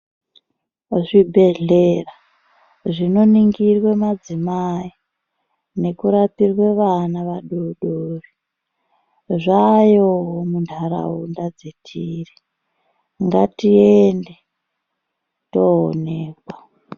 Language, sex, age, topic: Ndau, female, 36-49, health